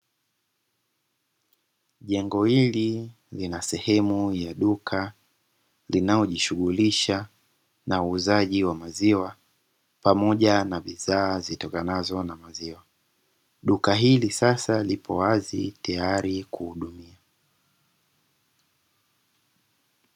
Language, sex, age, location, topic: Swahili, male, 25-35, Dar es Salaam, finance